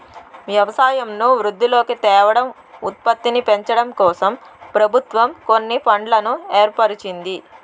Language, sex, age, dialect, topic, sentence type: Telugu, female, 60-100, Southern, agriculture, statement